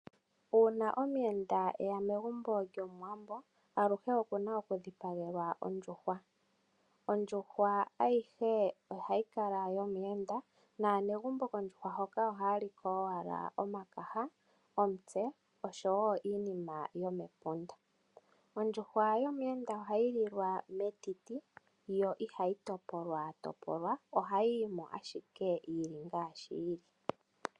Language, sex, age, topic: Oshiwambo, female, 25-35, agriculture